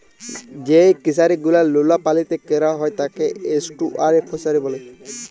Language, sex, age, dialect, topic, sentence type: Bengali, male, 18-24, Jharkhandi, agriculture, statement